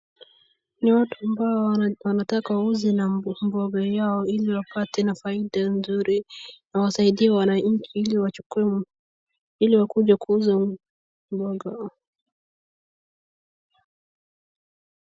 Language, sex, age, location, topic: Swahili, female, 25-35, Wajir, finance